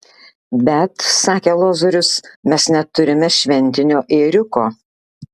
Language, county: Lithuanian, Klaipėda